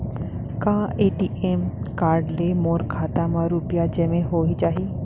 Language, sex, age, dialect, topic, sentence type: Chhattisgarhi, female, 25-30, Central, banking, question